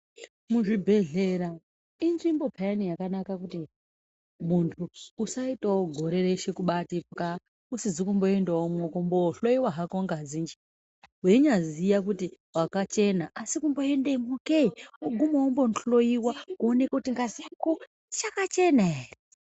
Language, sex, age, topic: Ndau, female, 25-35, health